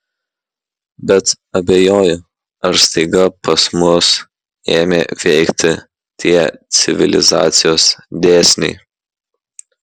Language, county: Lithuanian, Kaunas